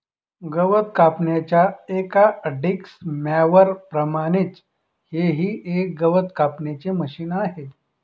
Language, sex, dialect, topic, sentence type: Marathi, male, Northern Konkan, agriculture, statement